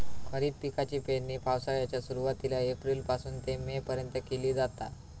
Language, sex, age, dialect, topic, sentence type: Marathi, female, 25-30, Southern Konkan, agriculture, statement